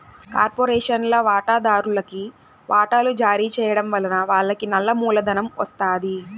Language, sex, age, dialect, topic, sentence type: Telugu, female, 18-24, Southern, banking, statement